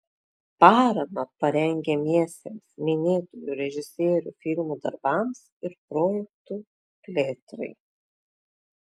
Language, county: Lithuanian, Klaipėda